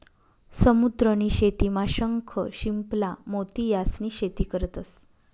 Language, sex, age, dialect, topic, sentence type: Marathi, female, 31-35, Northern Konkan, agriculture, statement